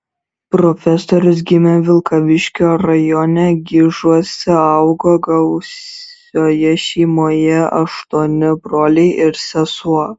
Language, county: Lithuanian, Šiauliai